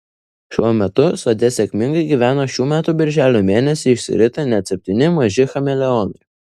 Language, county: Lithuanian, Vilnius